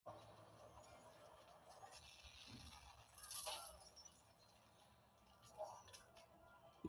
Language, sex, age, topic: Kinyarwanda, male, 25-35, education